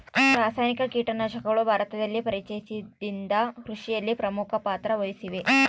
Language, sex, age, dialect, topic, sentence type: Kannada, female, 18-24, Central, agriculture, statement